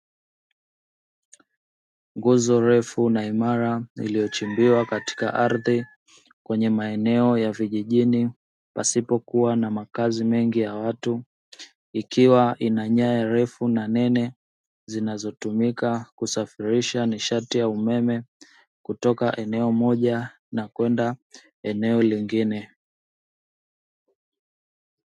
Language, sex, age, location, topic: Swahili, female, 25-35, Dar es Salaam, government